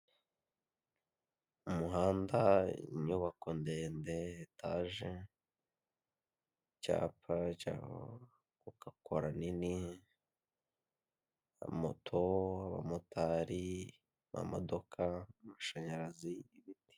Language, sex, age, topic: Kinyarwanda, male, 18-24, government